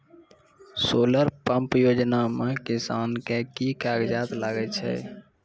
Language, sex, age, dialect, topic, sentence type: Maithili, male, 18-24, Angika, agriculture, question